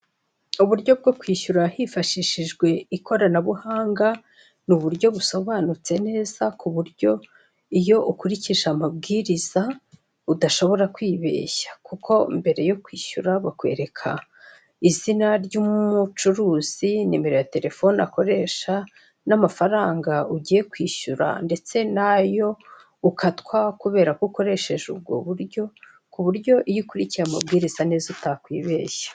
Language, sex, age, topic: Kinyarwanda, male, 36-49, finance